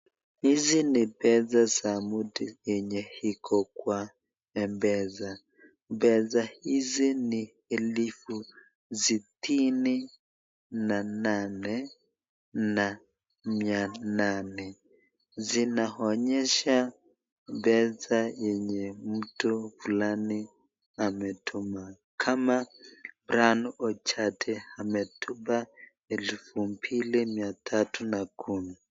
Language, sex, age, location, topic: Swahili, male, 36-49, Nakuru, finance